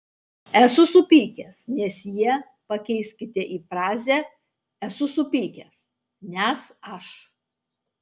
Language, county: Lithuanian, Marijampolė